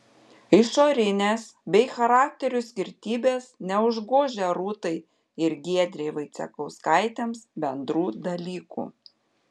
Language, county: Lithuanian, Panevėžys